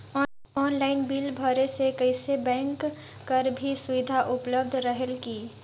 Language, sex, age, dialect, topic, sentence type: Chhattisgarhi, female, 18-24, Northern/Bhandar, banking, question